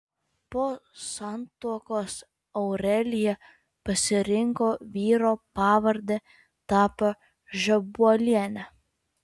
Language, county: Lithuanian, Vilnius